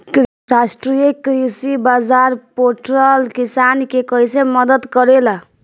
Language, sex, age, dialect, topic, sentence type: Bhojpuri, female, 18-24, Northern, agriculture, question